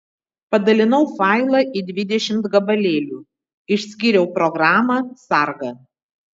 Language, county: Lithuanian, Vilnius